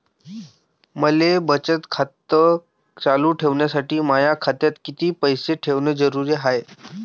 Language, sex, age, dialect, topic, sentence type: Marathi, male, 18-24, Varhadi, banking, question